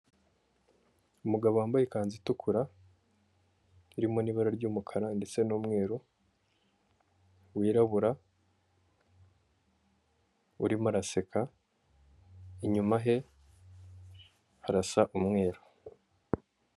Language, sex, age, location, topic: Kinyarwanda, male, 18-24, Kigali, government